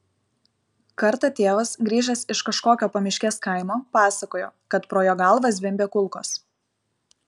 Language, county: Lithuanian, Vilnius